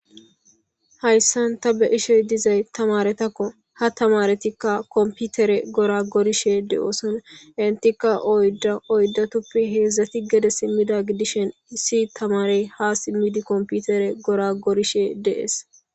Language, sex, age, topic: Gamo, male, 18-24, government